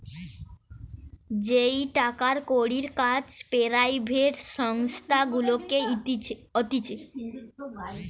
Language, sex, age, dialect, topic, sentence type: Bengali, female, 18-24, Western, banking, statement